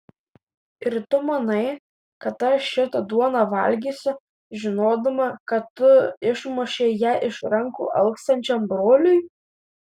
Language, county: Lithuanian, Vilnius